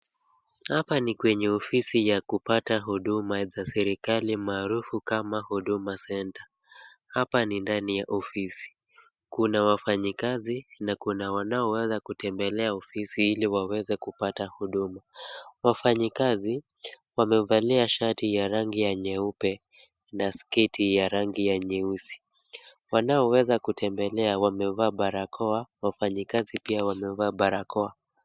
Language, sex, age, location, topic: Swahili, male, 25-35, Kisumu, government